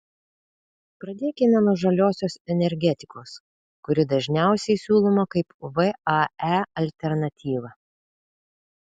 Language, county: Lithuanian, Vilnius